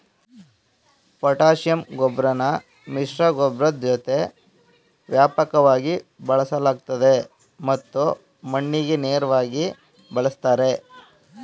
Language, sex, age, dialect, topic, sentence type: Kannada, male, 25-30, Mysore Kannada, agriculture, statement